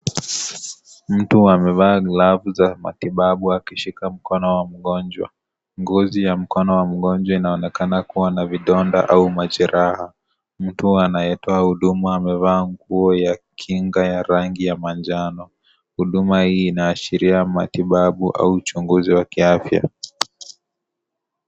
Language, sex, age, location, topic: Swahili, male, 25-35, Kisii, health